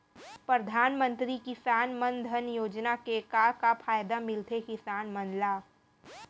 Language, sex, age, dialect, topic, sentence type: Chhattisgarhi, female, 18-24, Central, agriculture, question